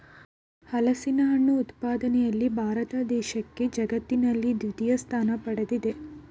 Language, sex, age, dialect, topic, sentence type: Kannada, female, 18-24, Mysore Kannada, agriculture, statement